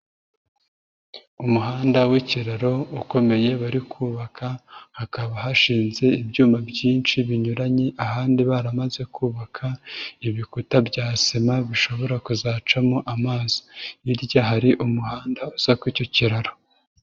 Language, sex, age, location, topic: Kinyarwanda, female, 25-35, Nyagatare, government